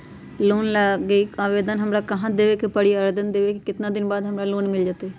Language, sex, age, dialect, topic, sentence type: Magahi, female, 18-24, Western, banking, question